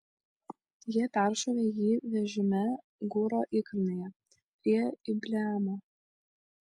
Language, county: Lithuanian, Šiauliai